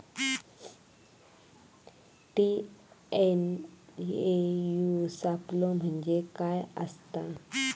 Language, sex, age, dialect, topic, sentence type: Marathi, female, 31-35, Southern Konkan, agriculture, question